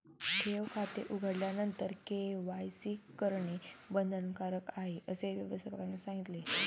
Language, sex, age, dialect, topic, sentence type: Marathi, female, 18-24, Standard Marathi, banking, statement